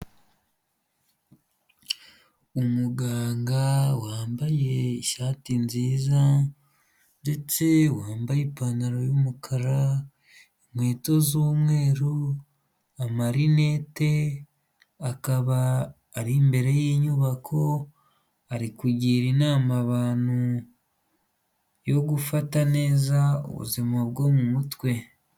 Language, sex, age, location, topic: Kinyarwanda, male, 25-35, Huye, health